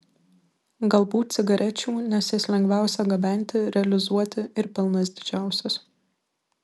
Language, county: Lithuanian, Vilnius